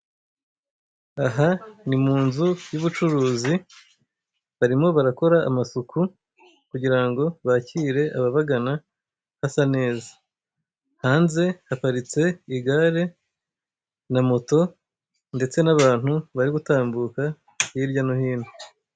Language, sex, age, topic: Kinyarwanda, male, 25-35, finance